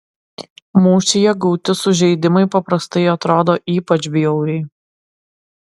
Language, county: Lithuanian, Klaipėda